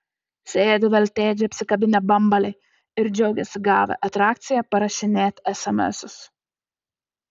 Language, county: Lithuanian, Utena